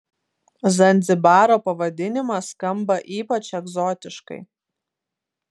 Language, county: Lithuanian, Klaipėda